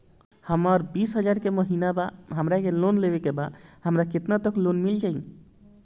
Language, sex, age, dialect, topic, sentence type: Bhojpuri, male, 25-30, Northern, banking, question